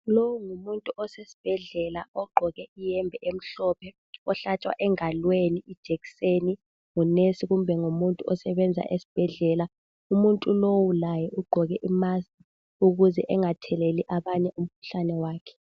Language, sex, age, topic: North Ndebele, female, 18-24, health